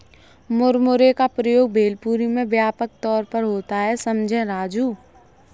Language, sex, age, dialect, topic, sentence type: Hindi, female, 18-24, Kanauji Braj Bhasha, agriculture, statement